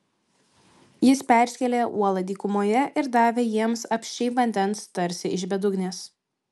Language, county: Lithuanian, Klaipėda